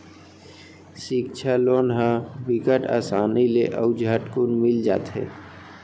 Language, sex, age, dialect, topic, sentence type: Chhattisgarhi, male, 18-24, Central, banking, statement